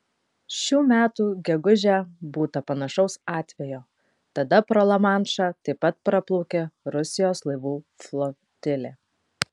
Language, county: Lithuanian, Kaunas